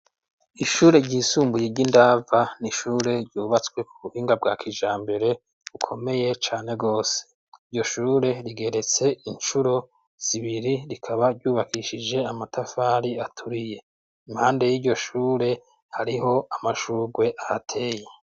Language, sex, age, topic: Rundi, male, 36-49, education